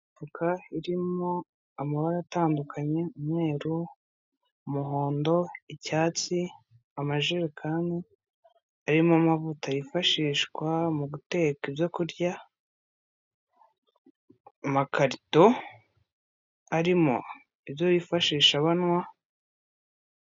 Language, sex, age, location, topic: Kinyarwanda, female, 18-24, Huye, agriculture